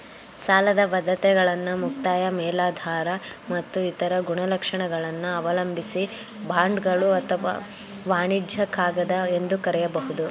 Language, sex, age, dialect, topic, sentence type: Kannada, female, 18-24, Mysore Kannada, banking, statement